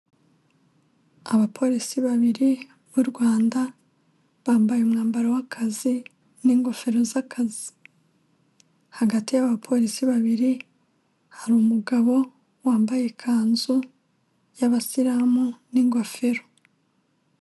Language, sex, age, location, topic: Kinyarwanda, female, 25-35, Kigali, government